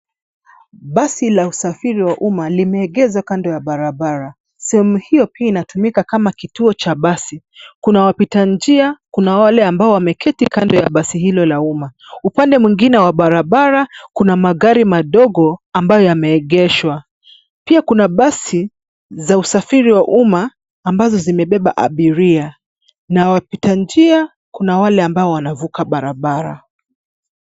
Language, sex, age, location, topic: Swahili, female, 25-35, Nairobi, government